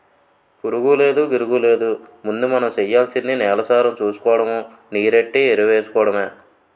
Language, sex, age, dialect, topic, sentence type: Telugu, male, 18-24, Utterandhra, agriculture, statement